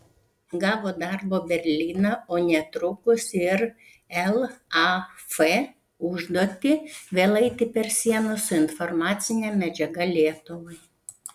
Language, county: Lithuanian, Panevėžys